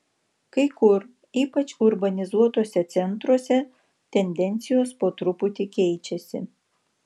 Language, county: Lithuanian, Vilnius